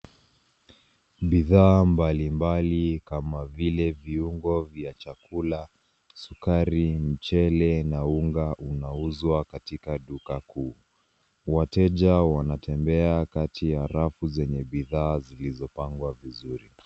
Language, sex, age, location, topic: Swahili, female, 18-24, Nairobi, finance